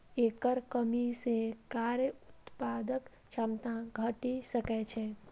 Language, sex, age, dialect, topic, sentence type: Maithili, female, 25-30, Eastern / Thethi, agriculture, statement